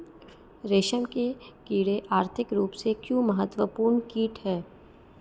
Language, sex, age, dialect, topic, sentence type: Hindi, female, 60-100, Marwari Dhudhari, agriculture, statement